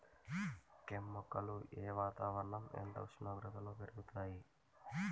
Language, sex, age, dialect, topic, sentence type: Telugu, male, 18-24, Utterandhra, agriculture, question